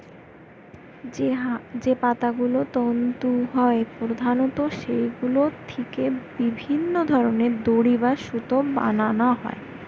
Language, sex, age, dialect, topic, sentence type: Bengali, female, 18-24, Western, agriculture, statement